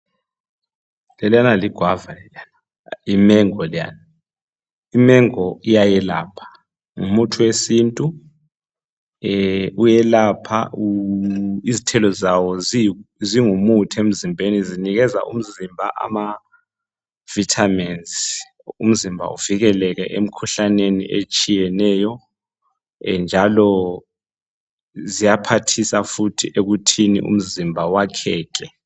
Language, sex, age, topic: North Ndebele, male, 36-49, health